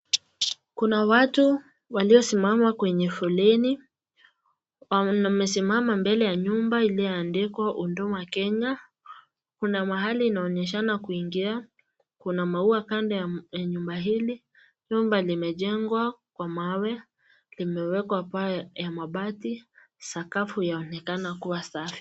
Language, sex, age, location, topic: Swahili, female, 18-24, Nakuru, government